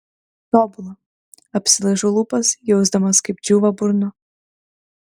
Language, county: Lithuanian, Klaipėda